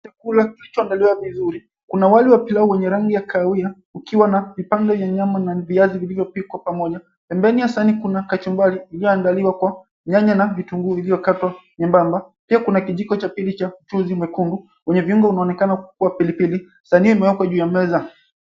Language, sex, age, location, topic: Swahili, male, 25-35, Mombasa, agriculture